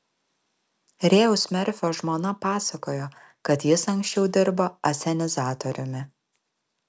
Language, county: Lithuanian, Alytus